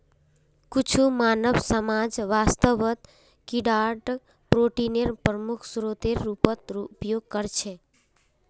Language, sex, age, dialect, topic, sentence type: Magahi, female, 18-24, Northeastern/Surjapuri, agriculture, statement